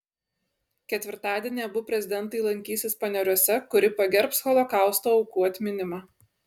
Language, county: Lithuanian, Kaunas